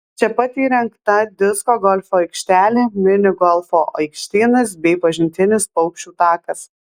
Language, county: Lithuanian, Alytus